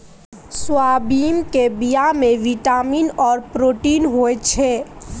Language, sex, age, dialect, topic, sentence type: Maithili, female, 18-24, Bajjika, agriculture, statement